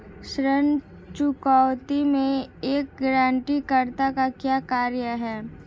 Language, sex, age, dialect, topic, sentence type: Hindi, female, 18-24, Marwari Dhudhari, banking, question